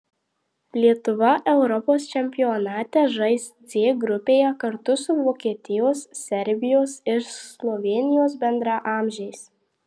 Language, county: Lithuanian, Marijampolė